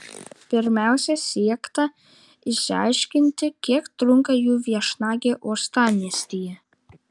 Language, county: Lithuanian, Vilnius